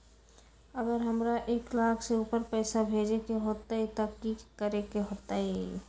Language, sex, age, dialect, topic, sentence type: Magahi, female, 18-24, Western, banking, question